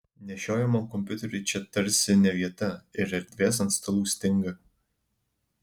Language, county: Lithuanian, Alytus